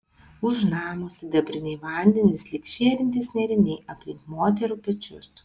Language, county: Lithuanian, Vilnius